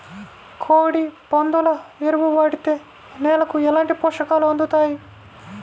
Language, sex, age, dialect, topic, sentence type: Telugu, female, 25-30, Central/Coastal, agriculture, question